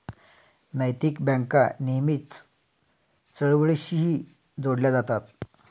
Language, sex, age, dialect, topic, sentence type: Marathi, male, 31-35, Standard Marathi, banking, statement